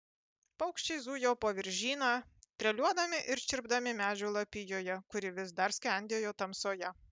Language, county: Lithuanian, Panevėžys